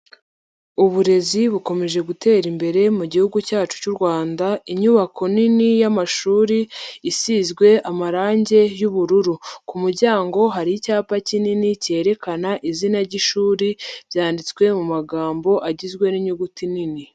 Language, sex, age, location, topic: Kinyarwanda, male, 50+, Nyagatare, education